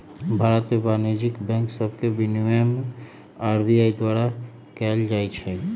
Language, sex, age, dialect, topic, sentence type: Magahi, female, 25-30, Western, banking, statement